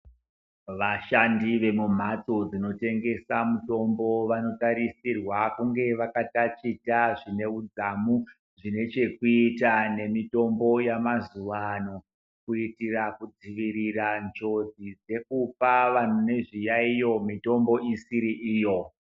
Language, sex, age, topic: Ndau, male, 36-49, health